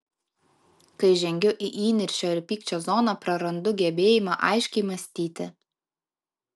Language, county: Lithuanian, Vilnius